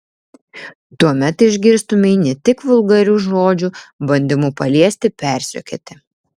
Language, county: Lithuanian, Vilnius